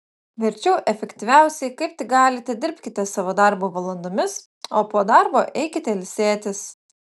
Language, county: Lithuanian, Utena